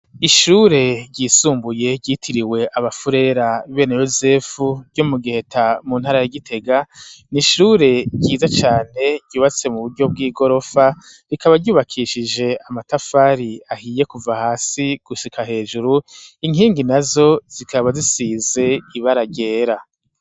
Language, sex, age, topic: Rundi, male, 36-49, education